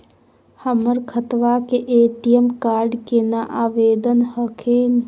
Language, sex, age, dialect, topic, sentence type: Magahi, female, 25-30, Southern, banking, question